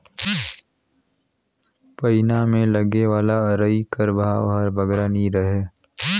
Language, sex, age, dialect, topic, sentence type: Chhattisgarhi, male, 31-35, Northern/Bhandar, agriculture, statement